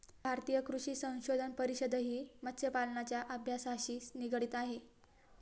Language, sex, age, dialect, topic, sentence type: Marathi, female, 60-100, Standard Marathi, agriculture, statement